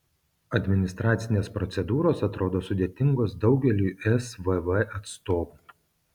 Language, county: Lithuanian, Kaunas